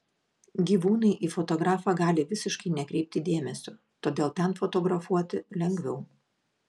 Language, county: Lithuanian, Klaipėda